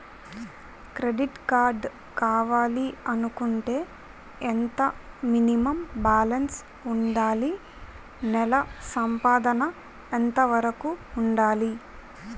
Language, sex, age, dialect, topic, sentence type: Telugu, female, 41-45, Utterandhra, banking, question